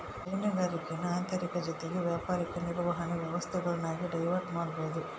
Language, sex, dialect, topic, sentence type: Kannada, female, Central, agriculture, statement